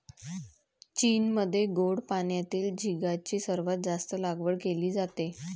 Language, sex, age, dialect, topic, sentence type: Marathi, female, 25-30, Varhadi, agriculture, statement